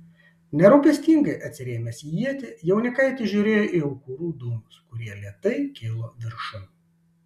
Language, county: Lithuanian, Šiauliai